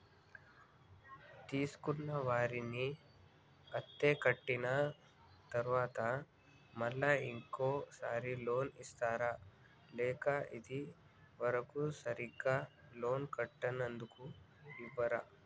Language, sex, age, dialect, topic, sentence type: Telugu, male, 56-60, Telangana, banking, question